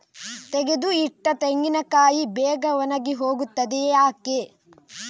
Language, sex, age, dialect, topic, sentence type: Kannada, female, 56-60, Coastal/Dakshin, agriculture, question